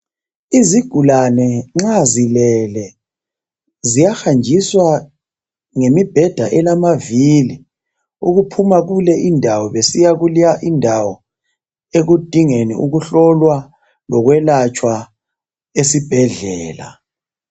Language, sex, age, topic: North Ndebele, male, 36-49, health